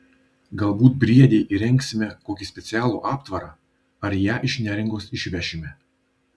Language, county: Lithuanian, Vilnius